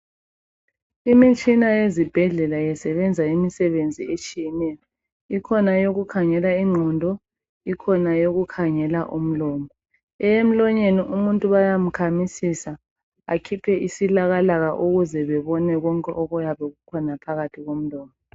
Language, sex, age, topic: North Ndebele, male, 36-49, health